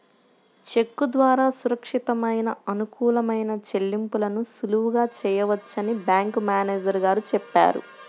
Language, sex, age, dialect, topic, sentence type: Telugu, female, 25-30, Central/Coastal, banking, statement